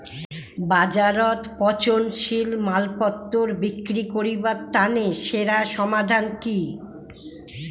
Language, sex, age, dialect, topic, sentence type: Bengali, female, 60-100, Rajbangshi, agriculture, statement